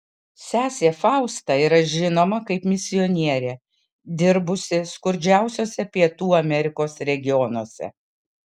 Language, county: Lithuanian, Kaunas